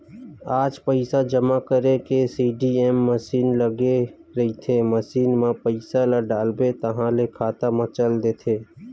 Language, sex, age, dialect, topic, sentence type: Chhattisgarhi, male, 25-30, Western/Budati/Khatahi, banking, statement